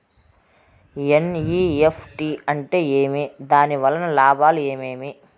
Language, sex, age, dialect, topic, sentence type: Telugu, female, 36-40, Southern, banking, question